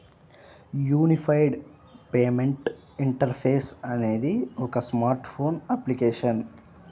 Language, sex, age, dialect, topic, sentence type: Telugu, male, 25-30, Central/Coastal, banking, statement